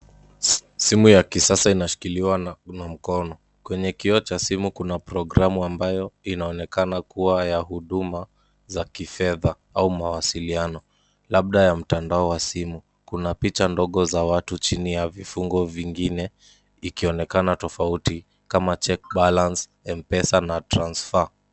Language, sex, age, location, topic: Swahili, male, 18-24, Kisumu, finance